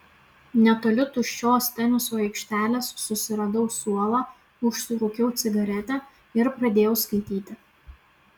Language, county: Lithuanian, Vilnius